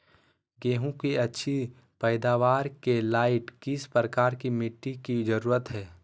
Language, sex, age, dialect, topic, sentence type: Magahi, male, 18-24, Southern, agriculture, question